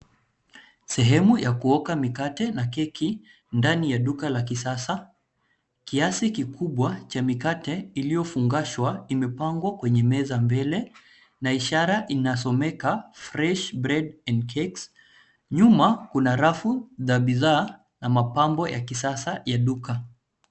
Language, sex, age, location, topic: Swahili, male, 25-35, Nairobi, finance